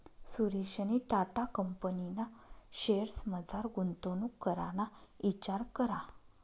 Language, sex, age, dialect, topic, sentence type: Marathi, female, 25-30, Northern Konkan, banking, statement